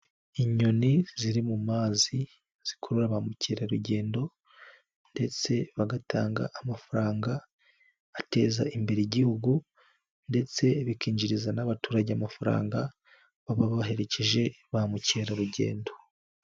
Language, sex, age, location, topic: Kinyarwanda, male, 25-35, Nyagatare, agriculture